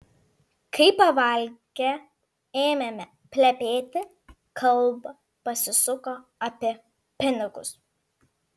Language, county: Lithuanian, Vilnius